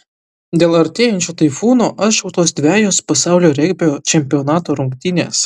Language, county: Lithuanian, Utena